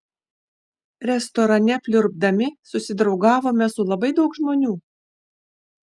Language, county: Lithuanian, Šiauliai